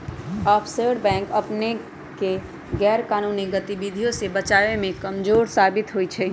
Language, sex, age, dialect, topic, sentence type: Magahi, male, 18-24, Western, banking, statement